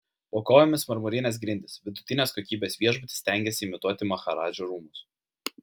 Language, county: Lithuanian, Vilnius